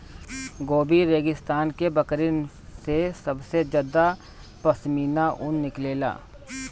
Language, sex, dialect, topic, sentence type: Bhojpuri, male, Northern, agriculture, statement